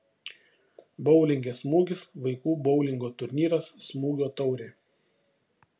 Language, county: Lithuanian, Šiauliai